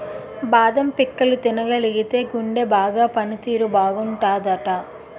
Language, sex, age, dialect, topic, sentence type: Telugu, female, 56-60, Utterandhra, agriculture, statement